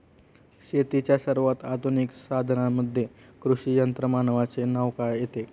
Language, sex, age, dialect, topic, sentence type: Marathi, male, 36-40, Standard Marathi, agriculture, statement